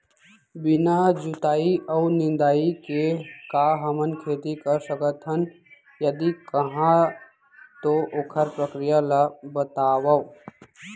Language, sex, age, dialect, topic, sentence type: Chhattisgarhi, male, 31-35, Central, agriculture, question